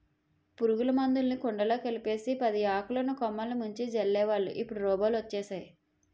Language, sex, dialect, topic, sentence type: Telugu, female, Utterandhra, agriculture, statement